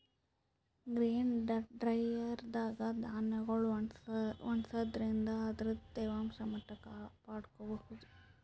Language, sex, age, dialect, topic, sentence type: Kannada, female, 25-30, Northeastern, agriculture, statement